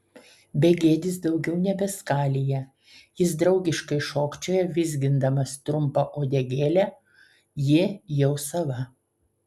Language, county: Lithuanian, Kaunas